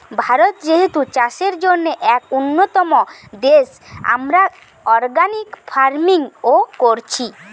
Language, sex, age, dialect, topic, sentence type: Bengali, female, 18-24, Western, agriculture, statement